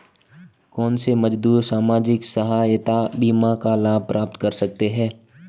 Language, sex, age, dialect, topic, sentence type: Hindi, male, 18-24, Marwari Dhudhari, banking, question